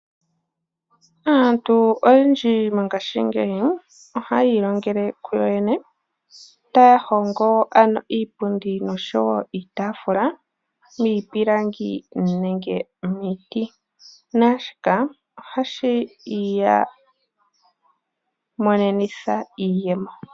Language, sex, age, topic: Oshiwambo, female, 18-24, finance